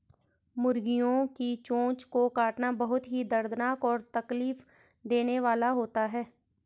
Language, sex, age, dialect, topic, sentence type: Hindi, female, 31-35, Garhwali, agriculture, statement